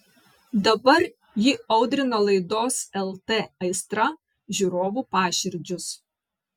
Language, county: Lithuanian, Vilnius